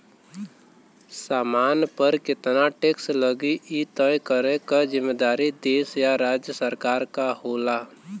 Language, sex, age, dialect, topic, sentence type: Bhojpuri, male, 18-24, Western, banking, statement